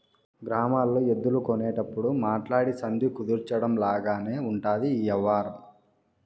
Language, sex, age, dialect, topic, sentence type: Telugu, male, 41-45, Southern, banking, statement